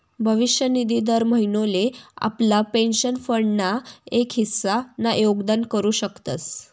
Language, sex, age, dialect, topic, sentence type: Marathi, female, 18-24, Northern Konkan, banking, statement